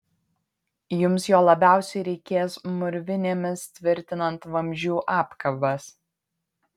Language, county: Lithuanian, Panevėžys